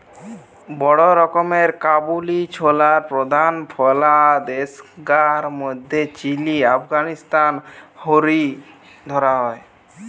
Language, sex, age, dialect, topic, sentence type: Bengali, male, 18-24, Western, agriculture, statement